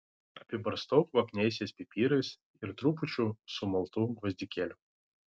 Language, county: Lithuanian, Vilnius